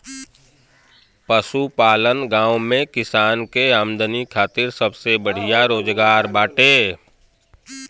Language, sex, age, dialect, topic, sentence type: Bhojpuri, male, 36-40, Western, agriculture, statement